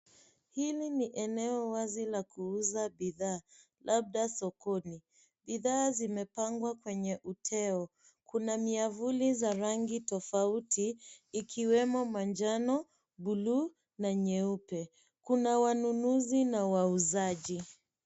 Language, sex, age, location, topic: Swahili, female, 25-35, Nairobi, finance